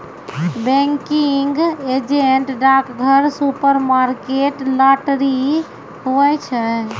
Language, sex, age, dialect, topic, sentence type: Maithili, female, 25-30, Angika, banking, statement